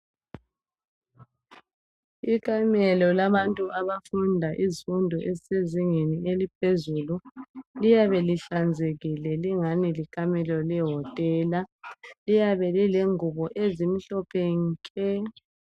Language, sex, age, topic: North Ndebele, female, 25-35, education